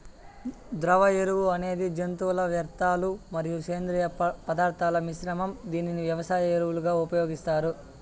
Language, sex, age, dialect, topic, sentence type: Telugu, male, 31-35, Southern, agriculture, statement